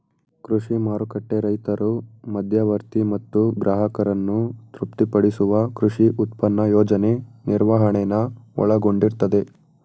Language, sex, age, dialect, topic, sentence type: Kannada, male, 18-24, Mysore Kannada, agriculture, statement